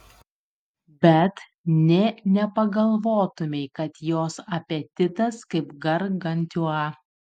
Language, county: Lithuanian, Utena